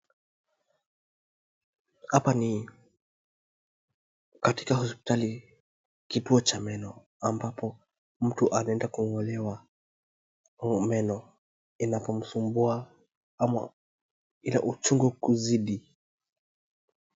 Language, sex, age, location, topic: Swahili, male, 25-35, Wajir, health